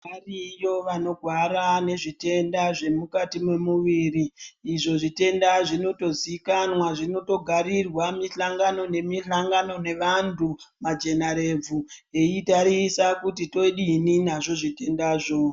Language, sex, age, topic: Ndau, female, 25-35, health